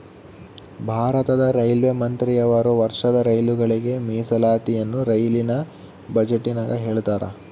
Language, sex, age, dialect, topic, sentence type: Kannada, male, 18-24, Central, banking, statement